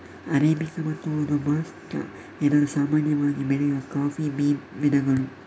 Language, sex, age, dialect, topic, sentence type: Kannada, male, 31-35, Coastal/Dakshin, agriculture, statement